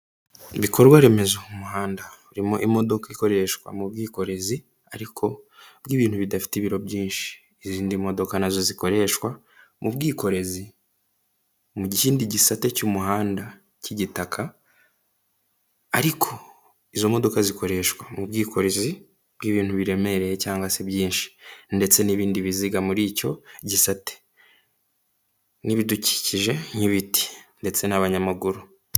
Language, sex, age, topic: Kinyarwanda, male, 18-24, government